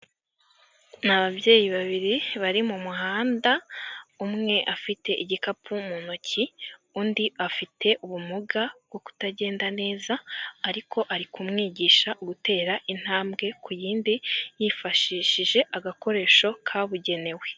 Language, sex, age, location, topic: Kinyarwanda, female, 18-24, Huye, health